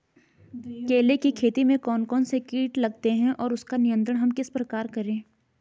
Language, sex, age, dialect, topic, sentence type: Hindi, female, 18-24, Garhwali, agriculture, question